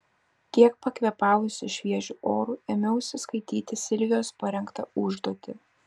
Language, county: Lithuanian, Vilnius